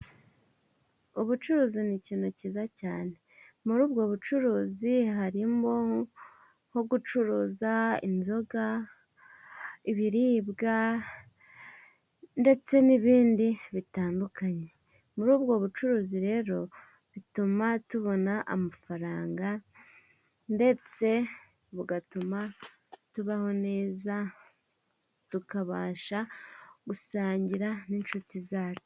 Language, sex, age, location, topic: Kinyarwanda, female, 18-24, Musanze, finance